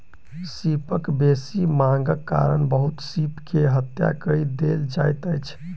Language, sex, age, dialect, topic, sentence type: Maithili, male, 18-24, Southern/Standard, agriculture, statement